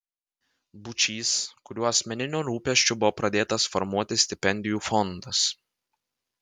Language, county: Lithuanian, Vilnius